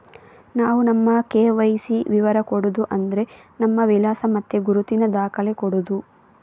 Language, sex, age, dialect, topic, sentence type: Kannada, female, 25-30, Coastal/Dakshin, banking, statement